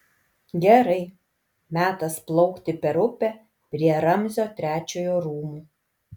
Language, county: Lithuanian, Kaunas